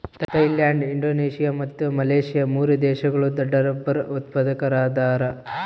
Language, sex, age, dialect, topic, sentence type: Kannada, male, 18-24, Central, agriculture, statement